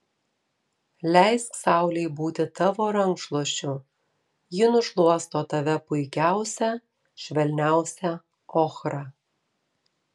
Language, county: Lithuanian, Telšiai